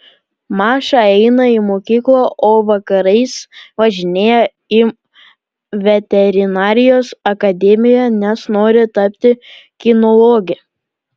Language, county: Lithuanian, Panevėžys